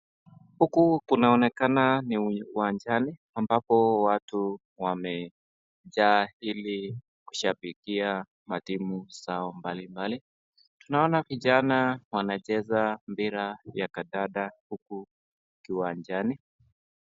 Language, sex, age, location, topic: Swahili, male, 25-35, Nakuru, government